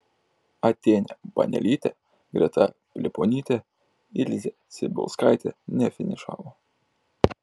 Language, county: Lithuanian, Šiauliai